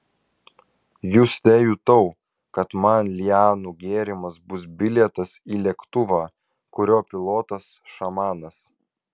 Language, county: Lithuanian, Vilnius